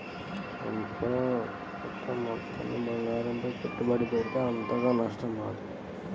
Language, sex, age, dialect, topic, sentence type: Telugu, male, 18-24, Central/Coastal, banking, statement